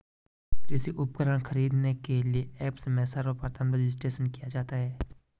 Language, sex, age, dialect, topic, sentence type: Hindi, male, 18-24, Garhwali, agriculture, statement